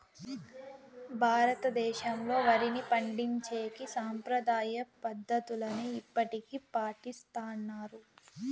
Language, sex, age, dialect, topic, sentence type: Telugu, female, 18-24, Southern, agriculture, statement